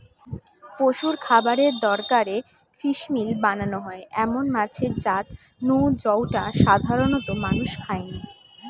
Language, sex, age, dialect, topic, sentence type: Bengali, female, 18-24, Western, agriculture, statement